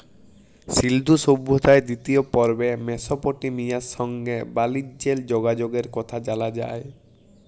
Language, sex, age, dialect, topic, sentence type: Bengali, male, 18-24, Jharkhandi, agriculture, statement